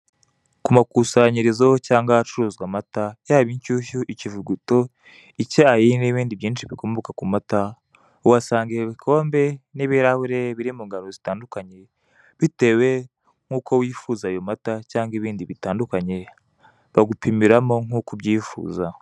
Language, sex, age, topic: Kinyarwanda, male, 18-24, finance